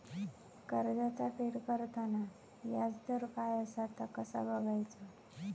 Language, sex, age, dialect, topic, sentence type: Marathi, female, 25-30, Southern Konkan, banking, question